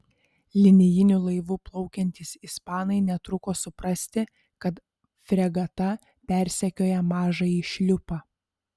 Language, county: Lithuanian, Panevėžys